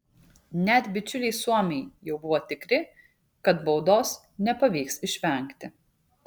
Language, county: Lithuanian, Kaunas